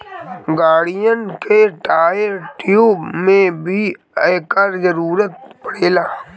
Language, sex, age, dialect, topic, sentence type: Bhojpuri, male, 18-24, Northern, agriculture, statement